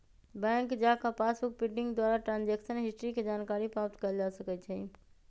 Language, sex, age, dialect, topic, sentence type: Magahi, female, 25-30, Western, banking, statement